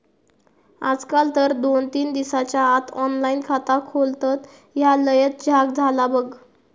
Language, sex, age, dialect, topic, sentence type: Marathi, female, 18-24, Southern Konkan, banking, statement